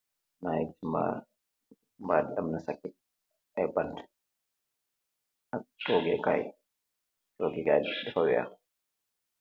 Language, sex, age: Wolof, male, 36-49